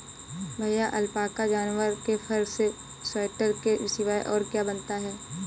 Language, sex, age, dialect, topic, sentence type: Hindi, female, 18-24, Awadhi Bundeli, agriculture, statement